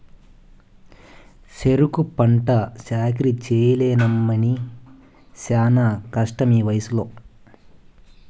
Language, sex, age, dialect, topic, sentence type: Telugu, male, 25-30, Southern, agriculture, statement